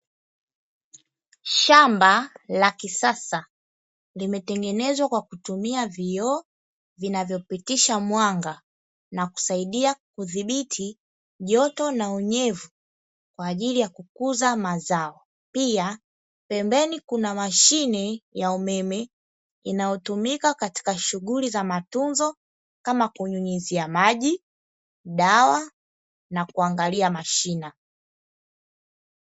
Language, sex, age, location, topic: Swahili, female, 25-35, Dar es Salaam, agriculture